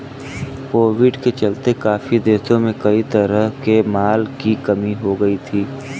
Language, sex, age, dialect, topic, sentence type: Hindi, male, 25-30, Kanauji Braj Bhasha, banking, statement